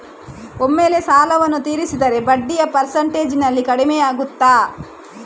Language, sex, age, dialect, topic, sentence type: Kannada, female, 25-30, Coastal/Dakshin, banking, question